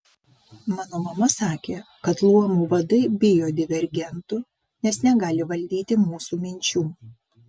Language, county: Lithuanian, Vilnius